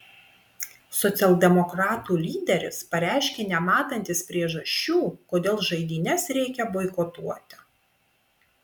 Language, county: Lithuanian, Vilnius